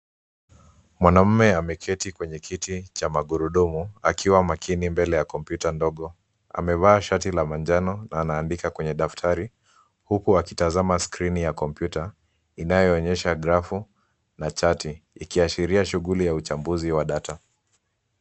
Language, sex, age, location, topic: Swahili, male, 25-35, Nairobi, education